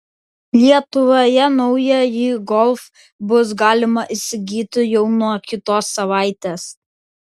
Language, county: Lithuanian, Vilnius